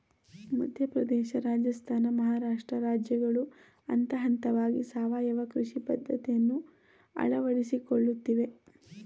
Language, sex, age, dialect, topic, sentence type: Kannada, female, 18-24, Mysore Kannada, agriculture, statement